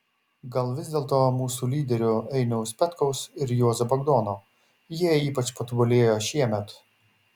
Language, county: Lithuanian, Šiauliai